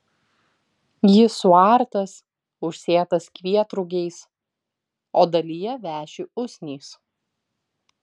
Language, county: Lithuanian, Vilnius